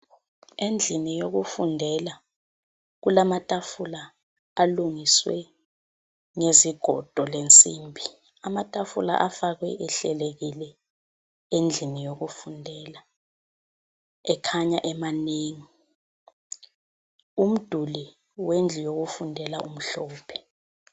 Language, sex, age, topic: North Ndebele, female, 25-35, education